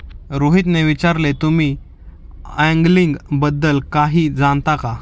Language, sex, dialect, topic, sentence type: Marathi, male, Standard Marathi, agriculture, statement